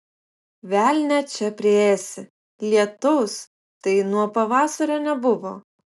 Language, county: Lithuanian, Utena